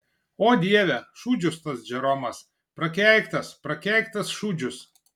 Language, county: Lithuanian, Marijampolė